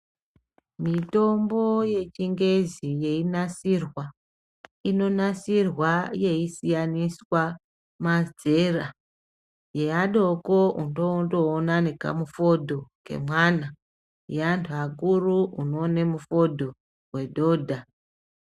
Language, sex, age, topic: Ndau, female, 36-49, health